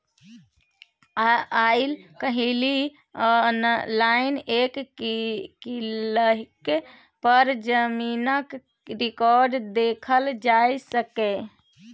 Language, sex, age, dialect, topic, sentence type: Maithili, female, 60-100, Bajjika, agriculture, statement